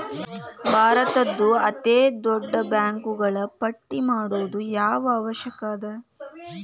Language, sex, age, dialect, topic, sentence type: Kannada, male, 18-24, Dharwad Kannada, banking, statement